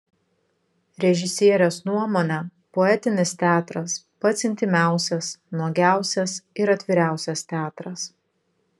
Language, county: Lithuanian, Vilnius